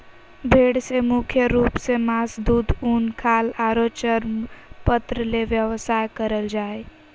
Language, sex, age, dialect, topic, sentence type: Magahi, female, 25-30, Southern, agriculture, statement